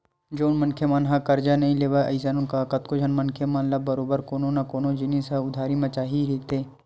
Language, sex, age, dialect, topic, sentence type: Chhattisgarhi, male, 18-24, Western/Budati/Khatahi, banking, statement